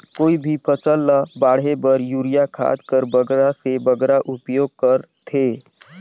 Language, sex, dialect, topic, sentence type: Chhattisgarhi, male, Northern/Bhandar, agriculture, question